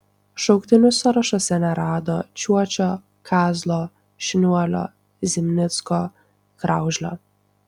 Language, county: Lithuanian, Tauragė